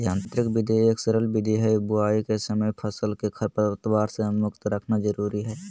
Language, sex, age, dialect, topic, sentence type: Magahi, male, 25-30, Southern, agriculture, statement